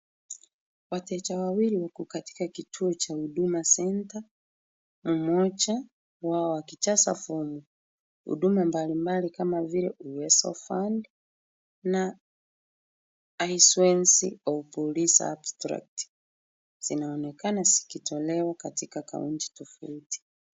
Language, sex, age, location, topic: Swahili, female, 25-35, Kisumu, government